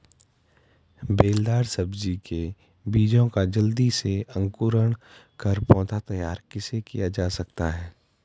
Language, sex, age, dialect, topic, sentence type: Hindi, male, 41-45, Garhwali, agriculture, question